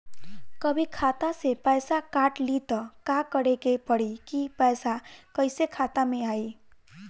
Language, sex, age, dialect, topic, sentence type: Bhojpuri, female, 18-24, Northern, banking, question